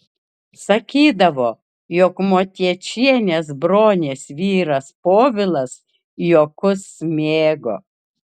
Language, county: Lithuanian, Kaunas